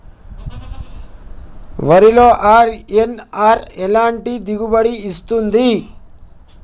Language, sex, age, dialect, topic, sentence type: Telugu, male, 25-30, Telangana, agriculture, question